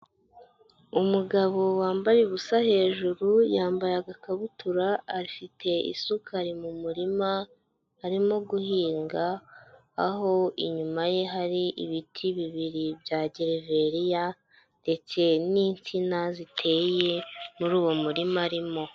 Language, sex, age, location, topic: Kinyarwanda, female, 25-35, Huye, agriculture